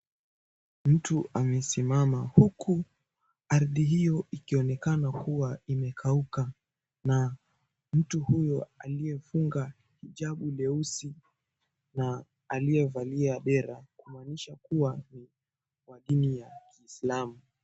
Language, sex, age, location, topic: Swahili, male, 18-24, Mombasa, health